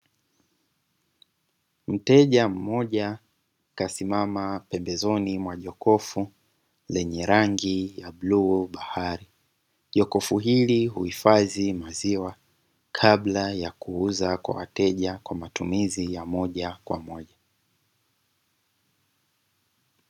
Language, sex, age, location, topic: Swahili, male, 25-35, Dar es Salaam, finance